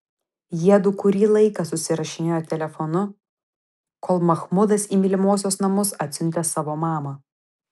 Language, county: Lithuanian, Vilnius